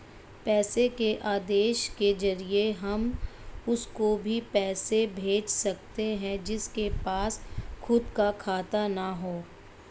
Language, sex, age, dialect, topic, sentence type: Hindi, male, 56-60, Marwari Dhudhari, banking, statement